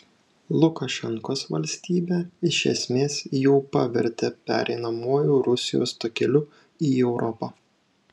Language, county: Lithuanian, Šiauliai